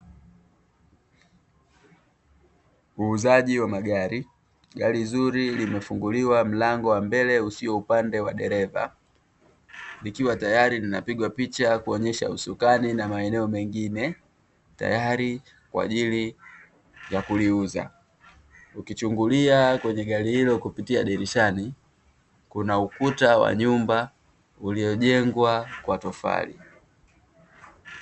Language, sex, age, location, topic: Swahili, male, 36-49, Dar es Salaam, finance